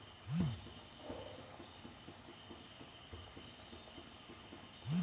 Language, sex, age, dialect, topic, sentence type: Kannada, male, 18-24, Coastal/Dakshin, banking, question